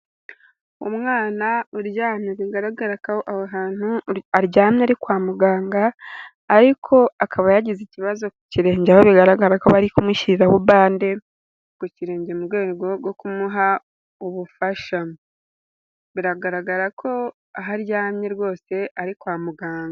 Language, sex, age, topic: Kinyarwanda, female, 18-24, health